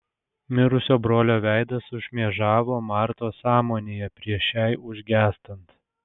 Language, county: Lithuanian, Alytus